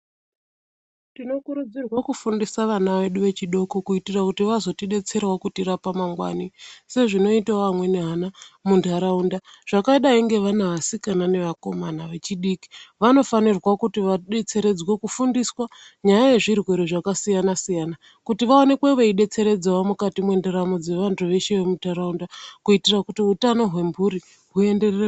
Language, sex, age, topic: Ndau, female, 36-49, health